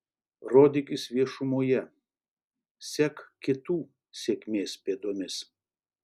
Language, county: Lithuanian, Šiauliai